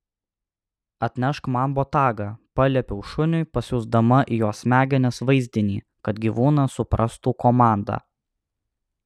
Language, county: Lithuanian, Alytus